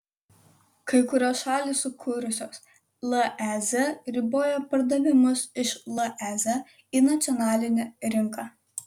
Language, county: Lithuanian, Kaunas